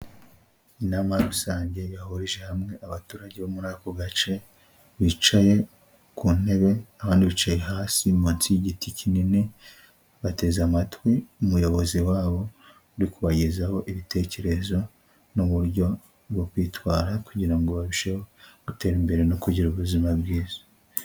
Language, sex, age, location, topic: Kinyarwanda, male, 25-35, Huye, health